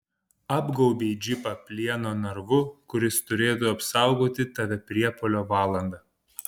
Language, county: Lithuanian, Panevėžys